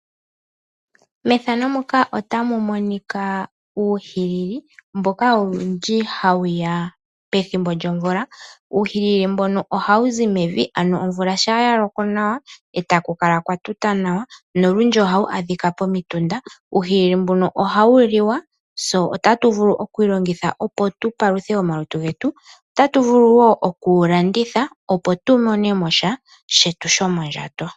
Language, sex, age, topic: Oshiwambo, female, 25-35, agriculture